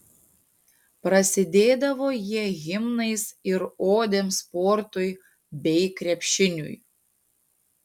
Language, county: Lithuanian, Panevėžys